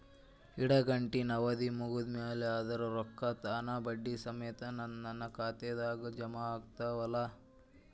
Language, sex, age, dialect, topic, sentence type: Kannada, male, 18-24, Dharwad Kannada, banking, question